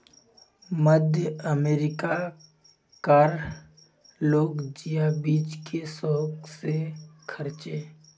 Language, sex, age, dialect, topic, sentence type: Magahi, male, 25-30, Northeastern/Surjapuri, agriculture, statement